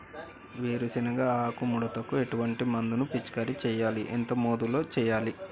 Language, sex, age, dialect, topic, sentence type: Telugu, male, 36-40, Telangana, agriculture, question